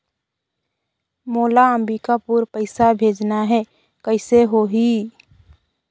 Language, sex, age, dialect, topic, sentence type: Chhattisgarhi, female, 18-24, Northern/Bhandar, banking, question